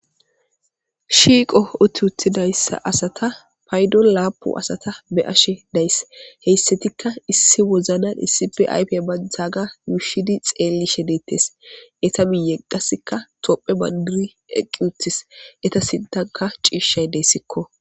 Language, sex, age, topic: Gamo, female, 18-24, government